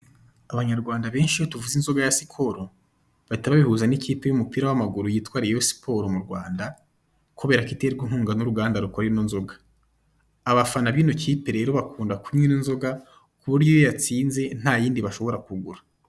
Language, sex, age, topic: Kinyarwanda, male, 25-35, finance